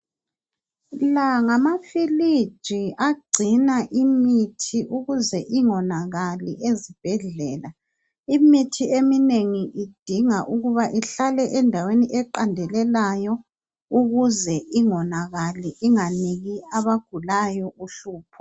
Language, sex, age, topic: North Ndebele, female, 50+, health